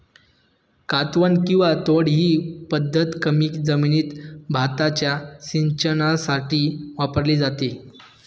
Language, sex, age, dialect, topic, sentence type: Marathi, male, 31-35, Northern Konkan, agriculture, statement